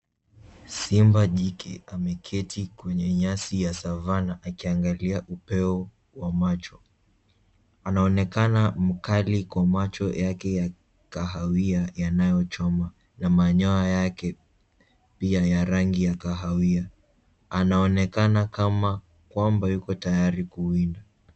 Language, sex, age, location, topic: Swahili, male, 18-24, Nairobi, government